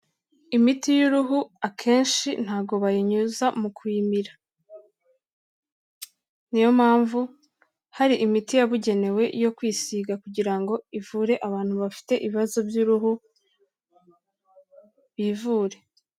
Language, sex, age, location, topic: Kinyarwanda, female, 18-24, Kigali, health